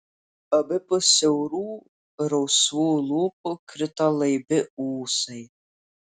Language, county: Lithuanian, Klaipėda